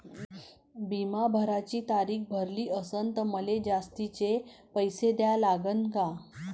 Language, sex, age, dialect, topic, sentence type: Marathi, female, 41-45, Varhadi, banking, question